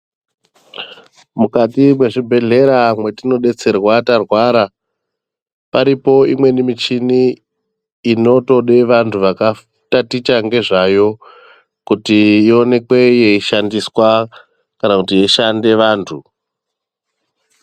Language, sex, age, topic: Ndau, female, 18-24, health